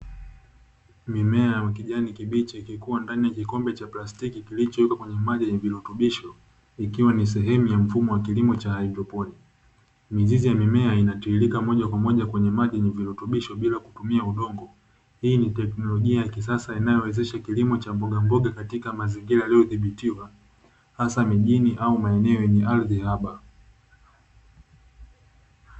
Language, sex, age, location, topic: Swahili, male, 18-24, Dar es Salaam, agriculture